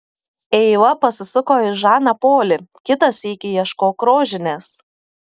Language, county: Lithuanian, Telšiai